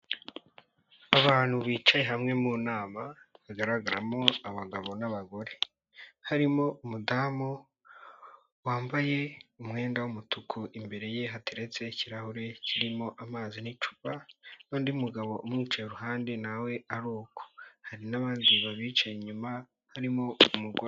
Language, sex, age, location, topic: Kinyarwanda, male, 18-24, Nyagatare, government